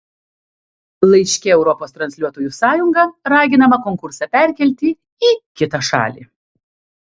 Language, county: Lithuanian, Kaunas